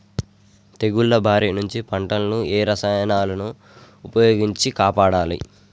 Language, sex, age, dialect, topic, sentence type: Telugu, male, 51-55, Telangana, agriculture, question